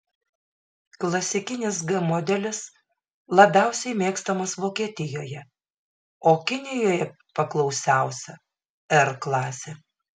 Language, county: Lithuanian, Šiauliai